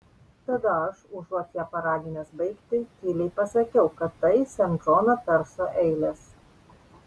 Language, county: Lithuanian, Utena